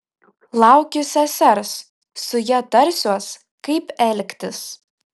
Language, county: Lithuanian, Kaunas